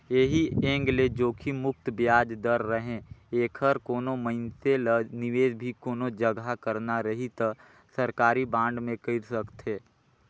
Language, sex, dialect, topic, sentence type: Chhattisgarhi, male, Northern/Bhandar, banking, statement